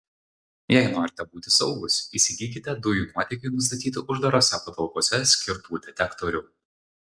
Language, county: Lithuanian, Vilnius